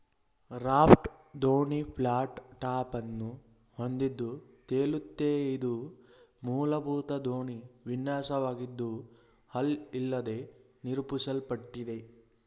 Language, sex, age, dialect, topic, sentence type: Kannada, male, 41-45, Mysore Kannada, agriculture, statement